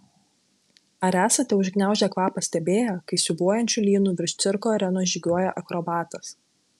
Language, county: Lithuanian, Klaipėda